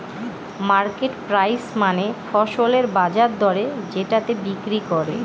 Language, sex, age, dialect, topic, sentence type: Bengali, female, 18-24, Northern/Varendri, agriculture, statement